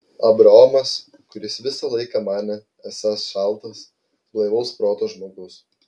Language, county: Lithuanian, Klaipėda